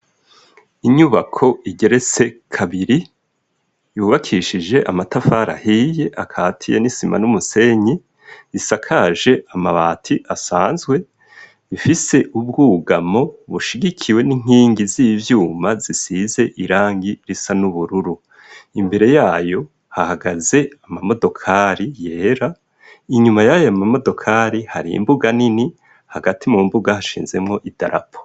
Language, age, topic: Rundi, 25-35, education